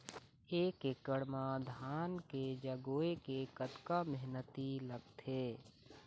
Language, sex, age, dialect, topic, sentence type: Chhattisgarhi, male, 18-24, Eastern, agriculture, question